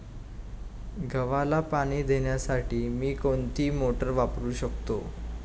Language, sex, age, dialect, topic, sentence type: Marathi, male, 18-24, Standard Marathi, agriculture, question